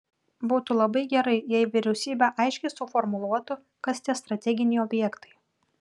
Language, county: Lithuanian, Kaunas